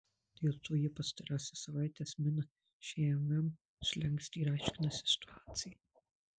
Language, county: Lithuanian, Marijampolė